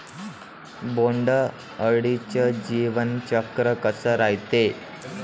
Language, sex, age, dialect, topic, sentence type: Marathi, male, 18-24, Varhadi, agriculture, question